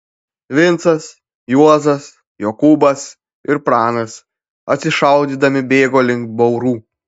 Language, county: Lithuanian, Panevėžys